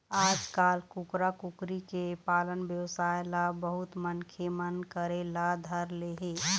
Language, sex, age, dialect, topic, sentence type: Chhattisgarhi, female, 36-40, Eastern, agriculture, statement